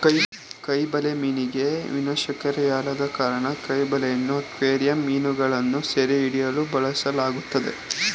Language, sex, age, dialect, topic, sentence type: Kannada, male, 18-24, Mysore Kannada, agriculture, statement